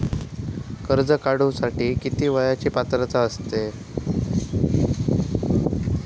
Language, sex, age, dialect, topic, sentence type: Marathi, male, 18-24, Southern Konkan, banking, question